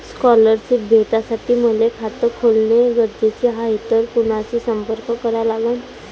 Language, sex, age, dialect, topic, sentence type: Marathi, female, 18-24, Varhadi, banking, question